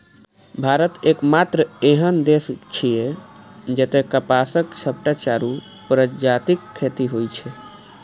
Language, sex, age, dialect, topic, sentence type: Maithili, male, 25-30, Eastern / Thethi, agriculture, statement